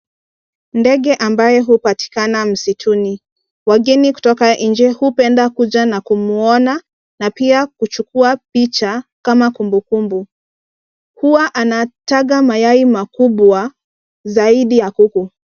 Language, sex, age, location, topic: Swahili, female, 25-35, Nairobi, government